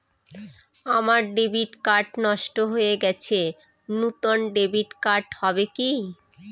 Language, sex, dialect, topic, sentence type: Bengali, female, Northern/Varendri, banking, question